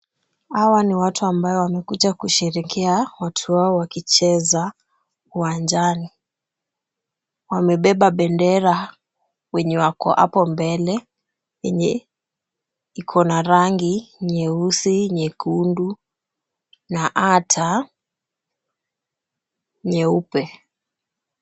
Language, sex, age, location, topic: Swahili, female, 18-24, Kisumu, government